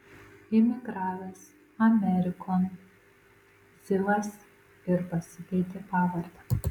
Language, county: Lithuanian, Marijampolė